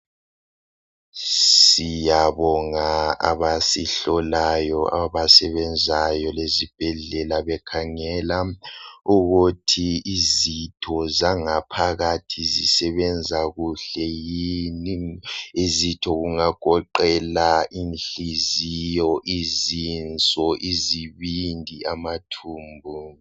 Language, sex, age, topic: North Ndebele, male, 18-24, health